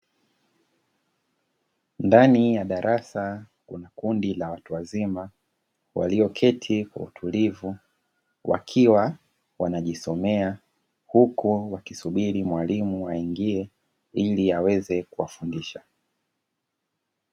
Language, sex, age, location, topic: Swahili, male, 25-35, Dar es Salaam, education